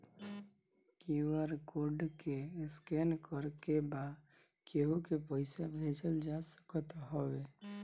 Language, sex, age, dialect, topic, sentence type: Bhojpuri, male, 25-30, Northern, banking, statement